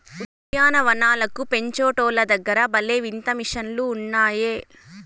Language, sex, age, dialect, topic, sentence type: Telugu, female, 18-24, Southern, agriculture, statement